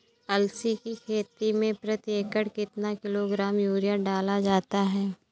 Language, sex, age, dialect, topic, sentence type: Hindi, female, 25-30, Awadhi Bundeli, agriculture, question